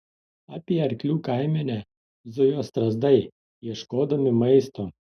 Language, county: Lithuanian, Tauragė